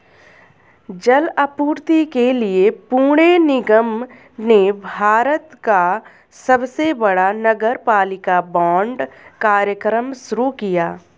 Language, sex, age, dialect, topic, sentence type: Hindi, female, 25-30, Garhwali, banking, statement